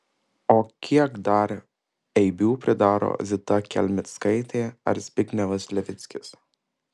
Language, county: Lithuanian, Marijampolė